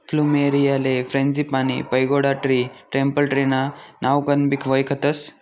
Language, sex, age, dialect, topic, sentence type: Marathi, male, 18-24, Northern Konkan, agriculture, statement